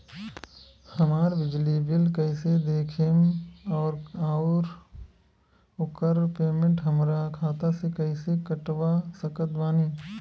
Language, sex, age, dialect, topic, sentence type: Bhojpuri, male, 25-30, Southern / Standard, banking, question